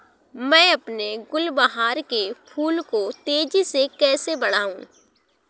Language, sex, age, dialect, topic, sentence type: Hindi, female, 18-24, Awadhi Bundeli, agriculture, question